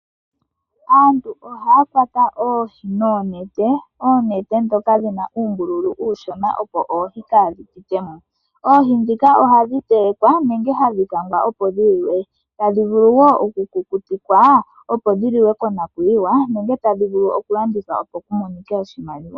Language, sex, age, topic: Oshiwambo, female, 18-24, agriculture